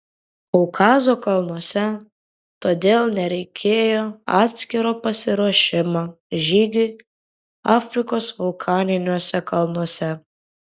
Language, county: Lithuanian, Vilnius